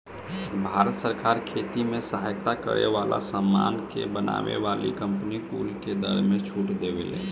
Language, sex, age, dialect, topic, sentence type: Bhojpuri, male, 18-24, Northern, agriculture, statement